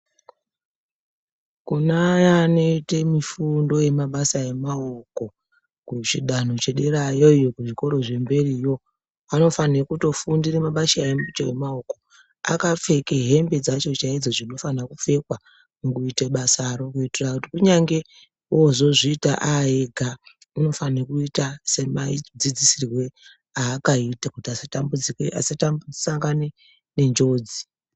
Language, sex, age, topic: Ndau, female, 36-49, education